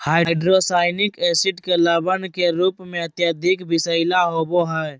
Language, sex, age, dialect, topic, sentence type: Magahi, male, 18-24, Southern, agriculture, statement